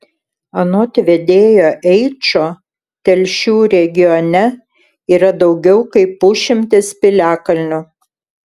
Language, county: Lithuanian, Šiauliai